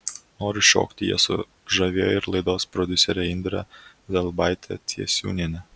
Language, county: Lithuanian, Kaunas